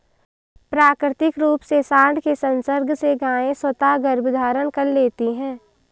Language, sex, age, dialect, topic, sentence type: Hindi, female, 18-24, Marwari Dhudhari, agriculture, statement